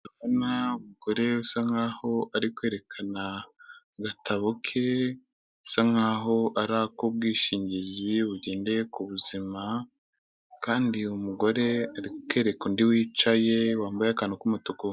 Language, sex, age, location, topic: Kinyarwanda, male, 25-35, Kigali, finance